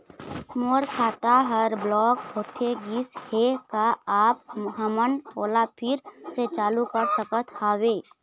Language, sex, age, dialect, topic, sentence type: Chhattisgarhi, female, 25-30, Eastern, banking, question